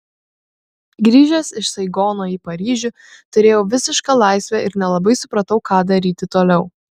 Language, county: Lithuanian, Kaunas